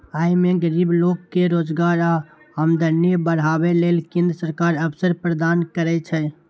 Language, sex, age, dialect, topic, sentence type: Maithili, male, 18-24, Eastern / Thethi, banking, statement